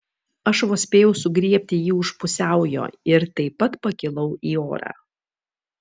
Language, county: Lithuanian, Vilnius